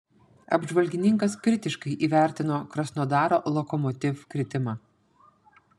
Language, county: Lithuanian, Panevėžys